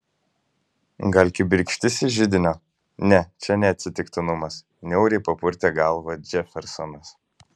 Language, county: Lithuanian, Kaunas